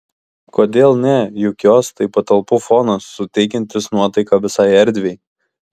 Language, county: Lithuanian, Kaunas